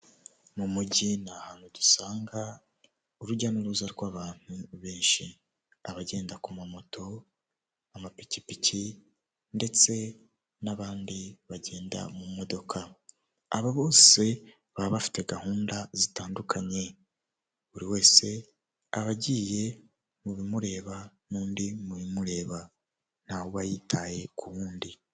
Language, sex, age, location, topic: Kinyarwanda, male, 18-24, Huye, government